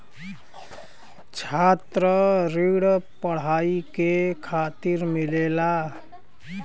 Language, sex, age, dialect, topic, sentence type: Bhojpuri, male, 25-30, Western, banking, statement